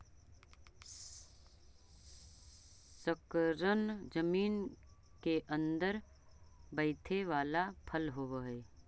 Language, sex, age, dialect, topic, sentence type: Magahi, female, 36-40, Central/Standard, agriculture, statement